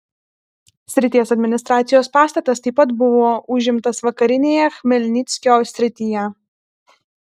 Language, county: Lithuanian, Alytus